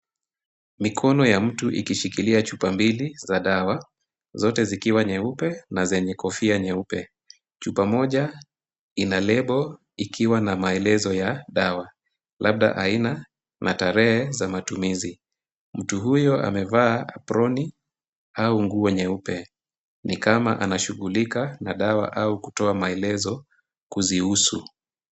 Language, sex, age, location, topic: Swahili, female, 18-24, Kisumu, health